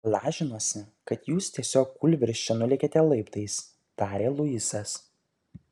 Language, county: Lithuanian, Kaunas